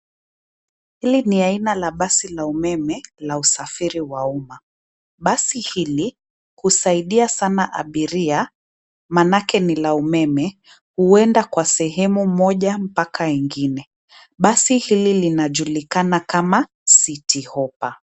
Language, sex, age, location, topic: Swahili, female, 25-35, Nairobi, government